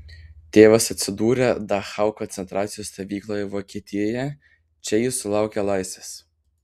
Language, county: Lithuanian, Panevėžys